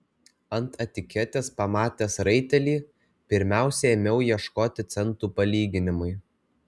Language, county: Lithuanian, Kaunas